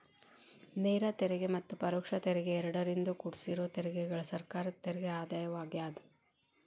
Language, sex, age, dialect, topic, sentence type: Kannada, female, 31-35, Dharwad Kannada, banking, statement